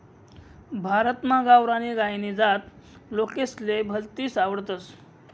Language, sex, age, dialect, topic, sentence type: Marathi, male, 56-60, Northern Konkan, agriculture, statement